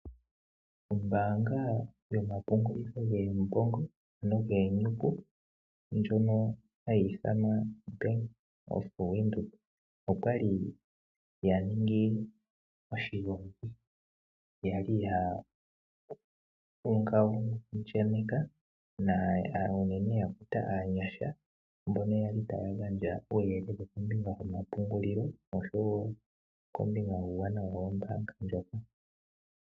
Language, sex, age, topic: Oshiwambo, male, 25-35, finance